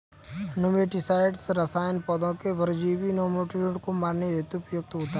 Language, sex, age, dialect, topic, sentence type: Hindi, male, 18-24, Kanauji Braj Bhasha, agriculture, statement